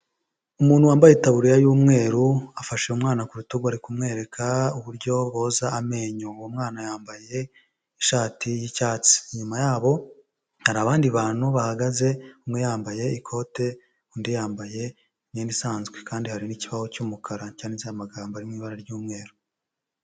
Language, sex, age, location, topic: Kinyarwanda, male, 25-35, Huye, health